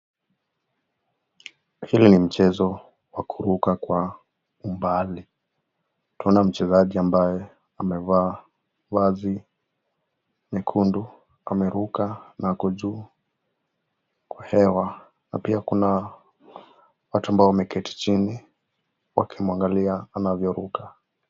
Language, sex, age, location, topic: Swahili, male, 18-24, Nakuru, government